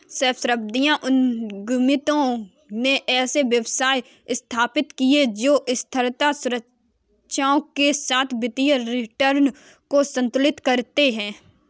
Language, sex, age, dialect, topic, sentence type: Hindi, female, 18-24, Kanauji Braj Bhasha, banking, statement